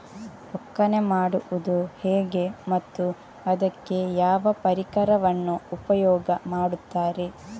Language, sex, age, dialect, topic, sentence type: Kannada, female, 18-24, Coastal/Dakshin, agriculture, question